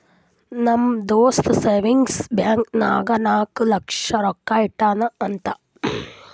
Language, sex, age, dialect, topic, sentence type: Kannada, female, 31-35, Northeastern, banking, statement